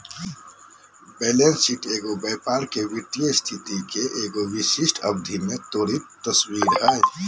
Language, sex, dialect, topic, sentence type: Magahi, male, Southern, banking, statement